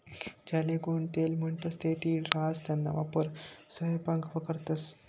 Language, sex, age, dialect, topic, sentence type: Marathi, male, 18-24, Northern Konkan, agriculture, statement